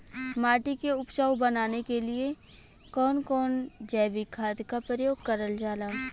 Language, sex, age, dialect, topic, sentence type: Bhojpuri, female, 25-30, Western, agriculture, question